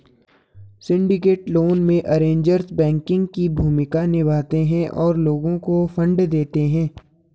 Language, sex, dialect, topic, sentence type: Hindi, male, Garhwali, banking, statement